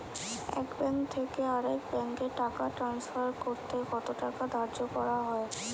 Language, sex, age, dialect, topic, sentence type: Bengali, female, 25-30, Standard Colloquial, banking, question